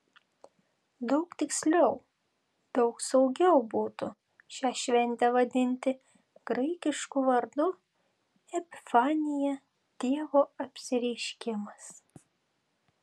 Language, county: Lithuanian, Tauragė